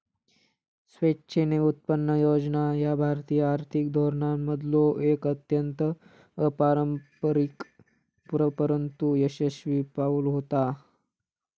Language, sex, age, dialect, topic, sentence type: Marathi, male, 18-24, Southern Konkan, banking, statement